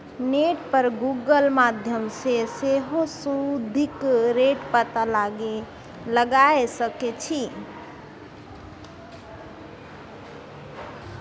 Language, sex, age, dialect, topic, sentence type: Maithili, female, 25-30, Bajjika, banking, statement